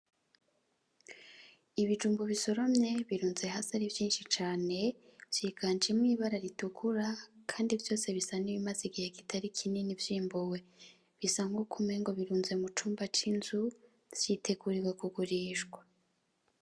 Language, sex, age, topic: Rundi, female, 25-35, agriculture